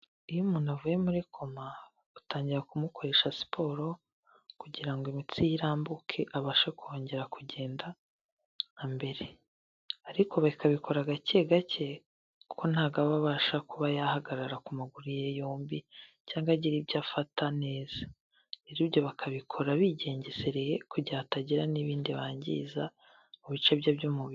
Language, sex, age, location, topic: Kinyarwanda, female, 18-24, Kigali, health